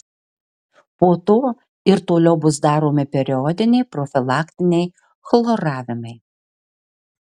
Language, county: Lithuanian, Marijampolė